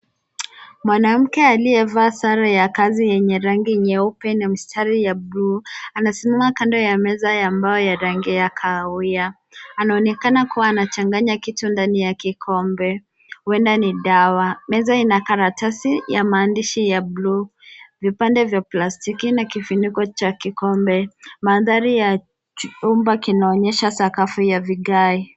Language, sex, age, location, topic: Swahili, female, 18-24, Nairobi, health